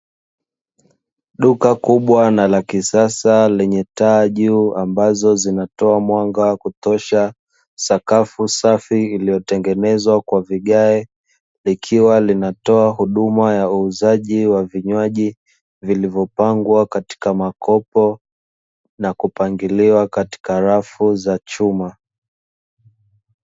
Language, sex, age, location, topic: Swahili, male, 25-35, Dar es Salaam, finance